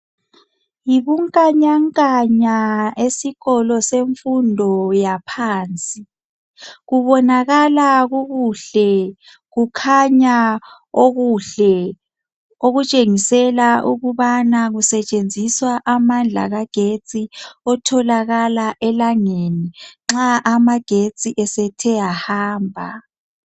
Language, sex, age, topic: North Ndebele, female, 50+, education